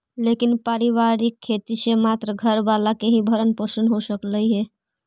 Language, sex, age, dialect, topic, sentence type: Magahi, female, 25-30, Central/Standard, agriculture, statement